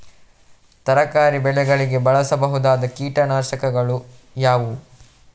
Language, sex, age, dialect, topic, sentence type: Kannada, male, 31-35, Coastal/Dakshin, agriculture, question